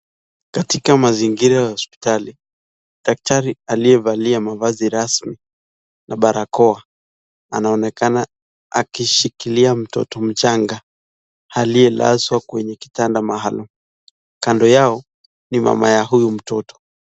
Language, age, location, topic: Swahili, 36-49, Nakuru, health